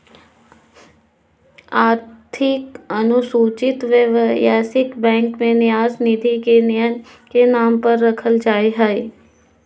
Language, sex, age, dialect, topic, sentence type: Magahi, female, 25-30, Southern, banking, statement